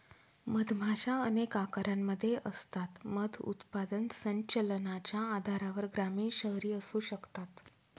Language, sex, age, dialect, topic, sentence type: Marathi, female, 36-40, Northern Konkan, agriculture, statement